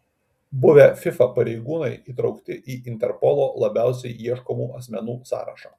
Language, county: Lithuanian, Kaunas